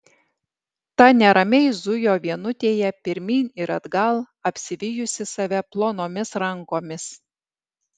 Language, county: Lithuanian, Alytus